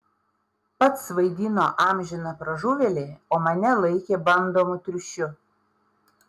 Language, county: Lithuanian, Panevėžys